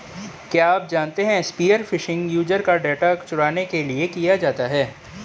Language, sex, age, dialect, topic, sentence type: Hindi, male, 18-24, Hindustani Malvi Khadi Boli, agriculture, statement